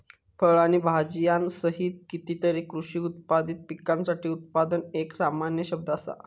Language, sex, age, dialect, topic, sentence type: Marathi, male, 18-24, Southern Konkan, agriculture, statement